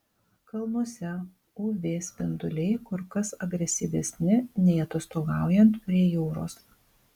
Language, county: Lithuanian, Vilnius